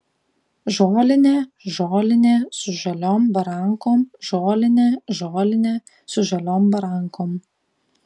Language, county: Lithuanian, Klaipėda